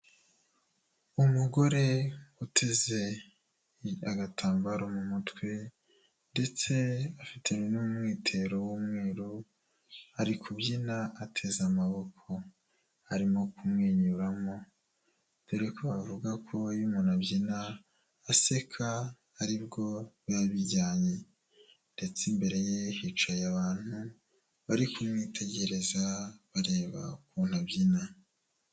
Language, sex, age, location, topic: Kinyarwanda, male, 25-35, Nyagatare, government